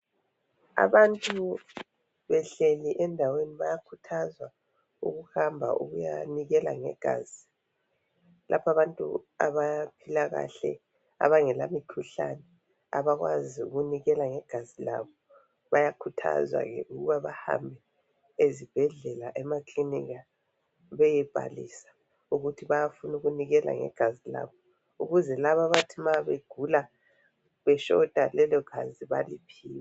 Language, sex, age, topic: North Ndebele, female, 50+, health